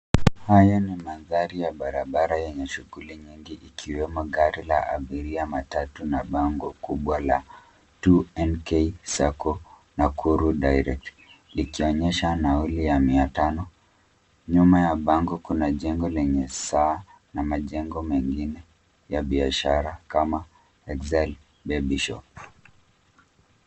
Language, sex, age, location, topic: Swahili, male, 25-35, Nairobi, government